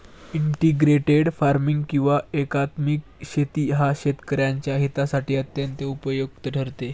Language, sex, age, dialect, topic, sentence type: Marathi, male, 18-24, Standard Marathi, agriculture, statement